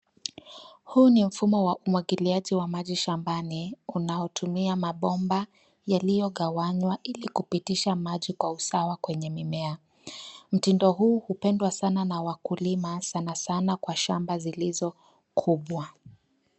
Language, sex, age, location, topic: Swahili, female, 25-35, Nairobi, agriculture